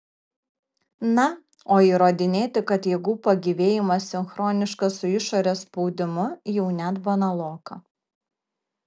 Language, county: Lithuanian, Kaunas